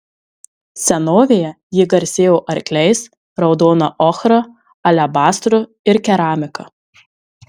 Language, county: Lithuanian, Marijampolė